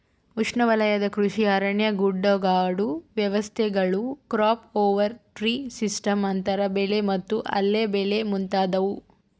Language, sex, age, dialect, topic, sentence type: Kannada, female, 18-24, Central, agriculture, statement